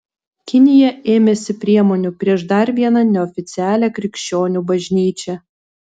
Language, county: Lithuanian, Telšiai